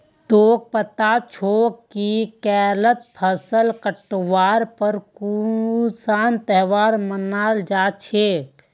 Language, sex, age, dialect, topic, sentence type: Magahi, female, 18-24, Northeastern/Surjapuri, agriculture, statement